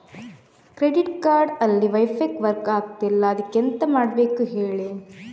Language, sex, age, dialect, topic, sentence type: Kannada, female, 31-35, Coastal/Dakshin, banking, question